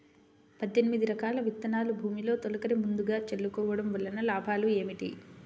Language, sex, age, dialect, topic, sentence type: Telugu, female, 25-30, Central/Coastal, agriculture, question